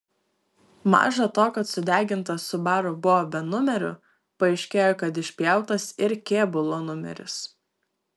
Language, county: Lithuanian, Klaipėda